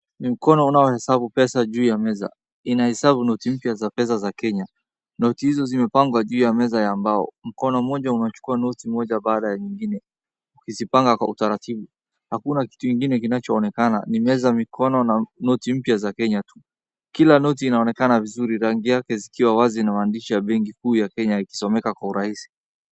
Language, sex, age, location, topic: Swahili, male, 25-35, Wajir, finance